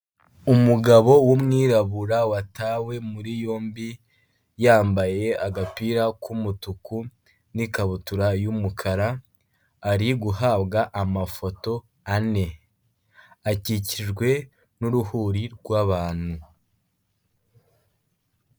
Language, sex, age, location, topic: Kinyarwanda, male, 18-24, Kigali, health